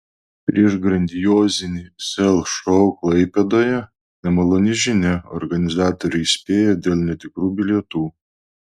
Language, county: Lithuanian, Klaipėda